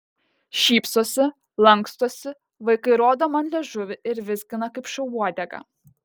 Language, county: Lithuanian, Kaunas